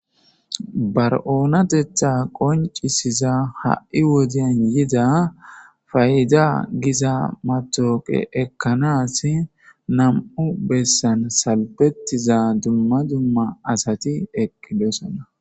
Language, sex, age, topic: Gamo, male, 25-35, government